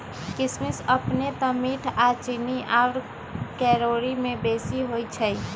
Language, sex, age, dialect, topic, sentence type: Magahi, female, 18-24, Western, agriculture, statement